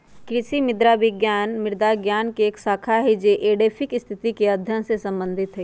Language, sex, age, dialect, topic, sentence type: Magahi, female, 46-50, Western, agriculture, statement